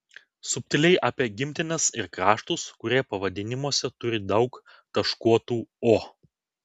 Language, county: Lithuanian, Vilnius